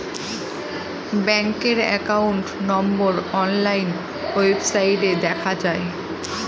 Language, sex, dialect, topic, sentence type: Bengali, female, Northern/Varendri, banking, statement